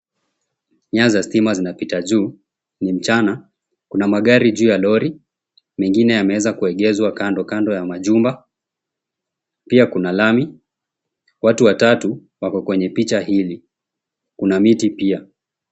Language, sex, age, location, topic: Swahili, male, 18-24, Mombasa, finance